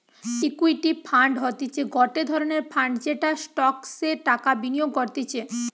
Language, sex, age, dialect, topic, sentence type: Bengali, female, 18-24, Western, banking, statement